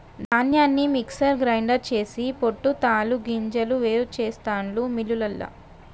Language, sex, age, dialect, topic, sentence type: Telugu, female, 25-30, Telangana, agriculture, statement